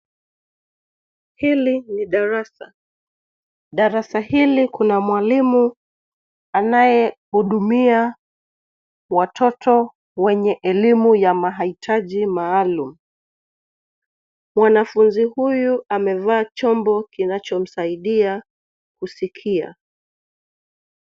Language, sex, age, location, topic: Swahili, female, 36-49, Nairobi, education